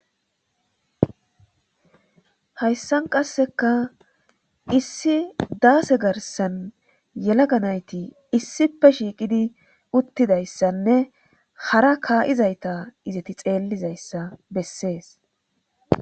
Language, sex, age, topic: Gamo, female, 18-24, government